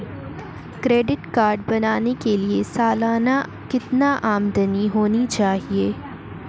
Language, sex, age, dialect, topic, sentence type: Hindi, female, 18-24, Marwari Dhudhari, banking, question